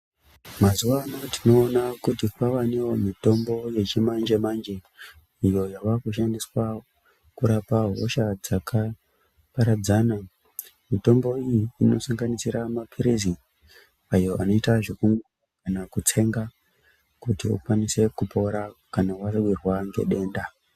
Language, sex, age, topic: Ndau, male, 18-24, health